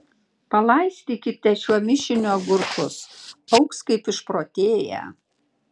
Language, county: Lithuanian, Panevėžys